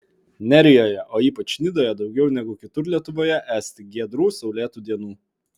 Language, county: Lithuanian, Vilnius